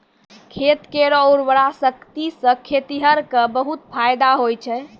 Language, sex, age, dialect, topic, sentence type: Maithili, female, 18-24, Angika, agriculture, statement